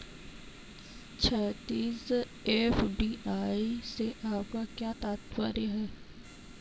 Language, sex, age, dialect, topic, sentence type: Hindi, female, 18-24, Kanauji Braj Bhasha, banking, statement